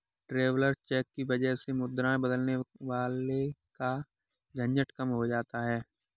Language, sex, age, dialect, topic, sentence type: Hindi, male, 18-24, Kanauji Braj Bhasha, banking, statement